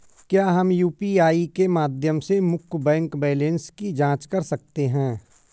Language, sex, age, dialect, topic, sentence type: Hindi, male, 41-45, Awadhi Bundeli, banking, question